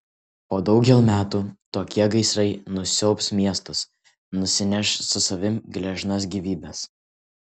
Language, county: Lithuanian, Kaunas